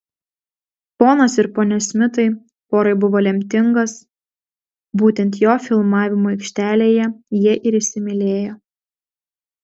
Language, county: Lithuanian, Vilnius